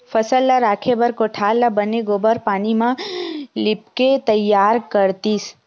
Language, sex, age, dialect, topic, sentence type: Chhattisgarhi, female, 18-24, Western/Budati/Khatahi, agriculture, statement